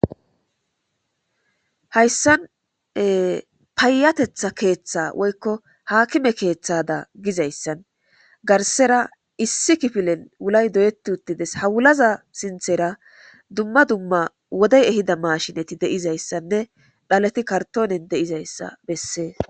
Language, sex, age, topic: Gamo, female, 25-35, government